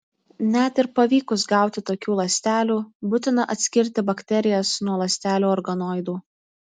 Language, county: Lithuanian, Utena